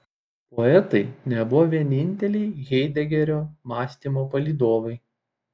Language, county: Lithuanian, Šiauliai